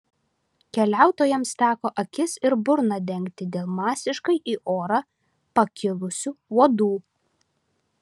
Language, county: Lithuanian, Vilnius